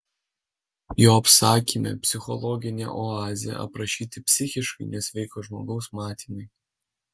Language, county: Lithuanian, Alytus